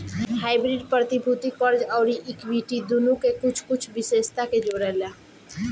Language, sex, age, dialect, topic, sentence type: Bhojpuri, female, 18-24, Southern / Standard, banking, statement